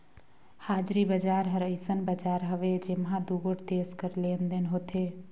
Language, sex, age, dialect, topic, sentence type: Chhattisgarhi, female, 25-30, Northern/Bhandar, banking, statement